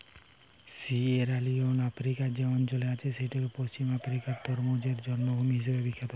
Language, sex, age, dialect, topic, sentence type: Bengali, male, 18-24, Western, agriculture, statement